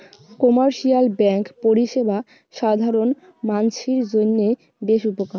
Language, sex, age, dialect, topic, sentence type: Bengali, female, 18-24, Rajbangshi, banking, statement